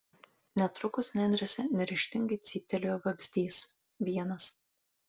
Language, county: Lithuanian, Šiauliai